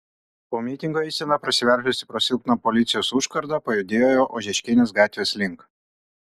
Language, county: Lithuanian, Kaunas